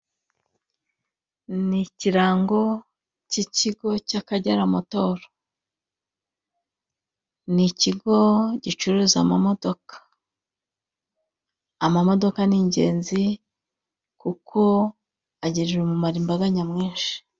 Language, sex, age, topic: Kinyarwanda, female, 25-35, finance